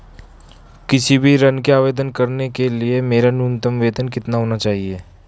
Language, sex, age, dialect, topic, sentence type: Hindi, male, 18-24, Marwari Dhudhari, banking, question